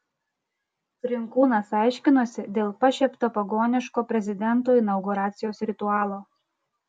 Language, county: Lithuanian, Klaipėda